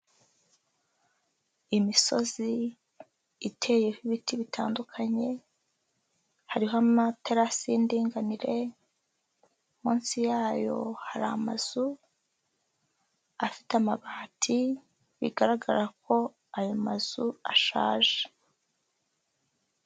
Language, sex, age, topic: Kinyarwanda, female, 25-35, agriculture